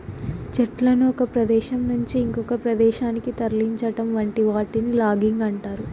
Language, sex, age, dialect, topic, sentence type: Telugu, female, 18-24, Southern, agriculture, statement